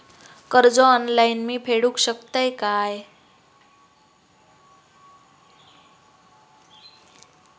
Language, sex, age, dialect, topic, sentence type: Marathi, female, 18-24, Southern Konkan, banking, question